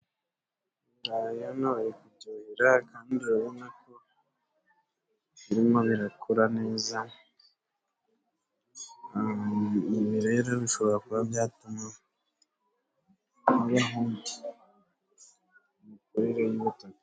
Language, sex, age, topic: Kinyarwanda, male, 25-35, agriculture